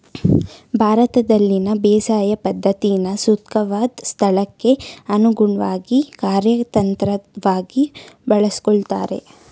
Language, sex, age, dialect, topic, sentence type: Kannada, female, 18-24, Mysore Kannada, agriculture, statement